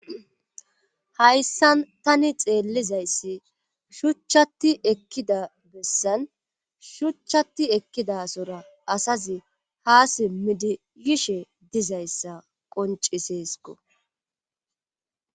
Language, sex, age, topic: Gamo, female, 36-49, government